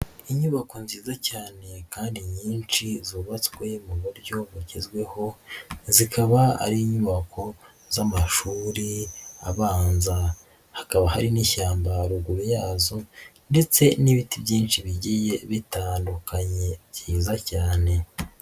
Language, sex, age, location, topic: Kinyarwanda, male, 36-49, Nyagatare, agriculture